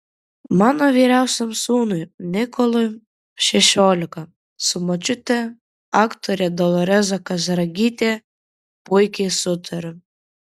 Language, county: Lithuanian, Vilnius